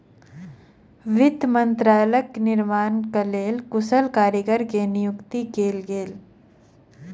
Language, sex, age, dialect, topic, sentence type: Maithili, female, 18-24, Southern/Standard, banking, statement